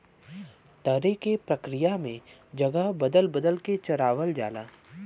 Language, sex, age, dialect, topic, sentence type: Bhojpuri, male, 31-35, Western, agriculture, statement